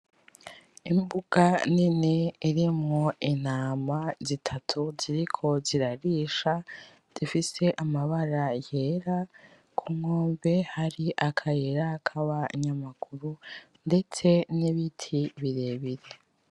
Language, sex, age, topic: Rundi, female, 25-35, agriculture